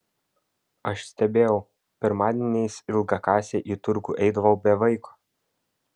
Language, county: Lithuanian, Vilnius